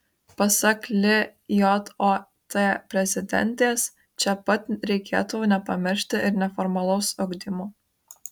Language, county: Lithuanian, Kaunas